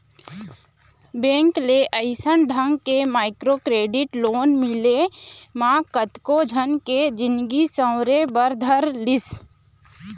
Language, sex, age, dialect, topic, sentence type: Chhattisgarhi, female, 25-30, Eastern, banking, statement